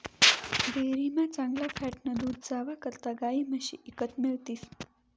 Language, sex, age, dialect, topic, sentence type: Marathi, female, 25-30, Northern Konkan, agriculture, statement